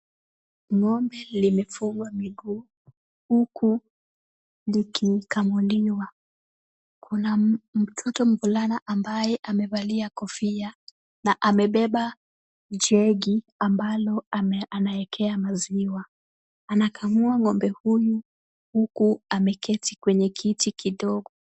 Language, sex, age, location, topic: Swahili, female, 18-24, Kisumu, agriculture